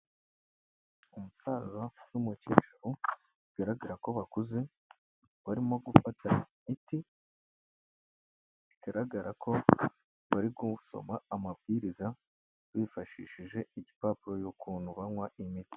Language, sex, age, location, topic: Kinyarwanda, male, 25-35, Kigali, health